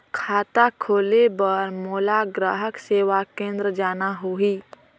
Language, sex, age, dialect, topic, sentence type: Chhattisgarhi, female, 18-24, Northern/Bhandar, banking, question